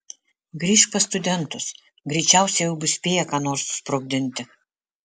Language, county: Lithuanian, Alytus